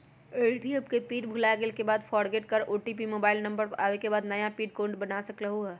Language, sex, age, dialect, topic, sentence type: Magahi, female, 18-24, Western, banking, question